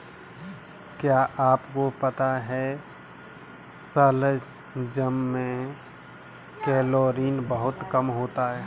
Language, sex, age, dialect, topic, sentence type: Hindi, male, 31-35, Kanauji Braj Bhasha, agriculture, statement